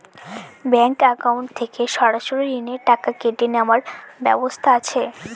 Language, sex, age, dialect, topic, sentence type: Bengali, female, 18-24, Northern/Varendri, banking, question